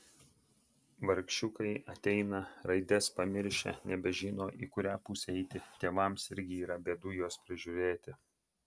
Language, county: Lithuanian, Vilnius